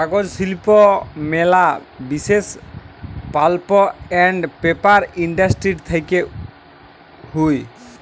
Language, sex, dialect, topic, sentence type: Bengali, male, Jharkhandi, agriculture, statement